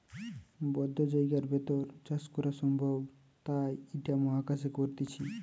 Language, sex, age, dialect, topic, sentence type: Bengali, male, 18-24, Western, agriculture, statement